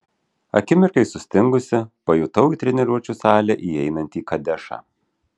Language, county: Lithuanian, Alytus